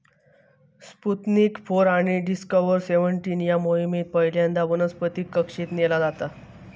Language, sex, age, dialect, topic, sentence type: Marathi, male, 18-24, Southern Konkan, agriculture, statement